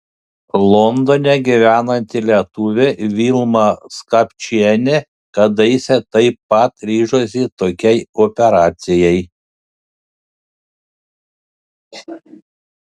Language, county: Lithuanian, Panevėžys